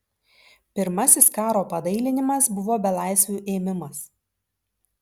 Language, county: Lithuanian, Vilnius